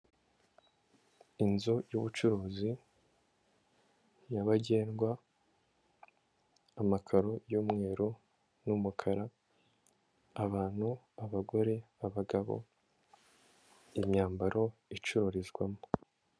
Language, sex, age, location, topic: Kinyarwanda, male, 18-24, Kigali, finance